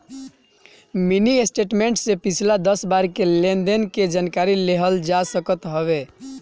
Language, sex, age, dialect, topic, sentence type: Bhojpuri, male, 25-30, Northern, banking, statement